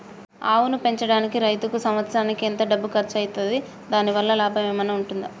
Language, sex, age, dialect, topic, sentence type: Telugu, female, 31-35, Telangana, agriculture, question